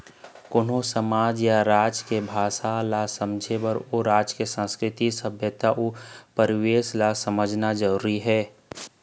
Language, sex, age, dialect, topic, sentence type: Chhattisgarhi, male, 25-30, Eastern, agriculture, statement